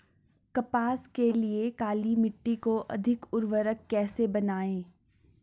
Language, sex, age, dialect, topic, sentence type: Hindi, female, 41-45, Garhwali, agriculture, question